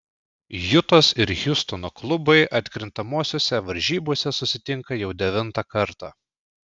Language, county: Lithuanian, Klaipėda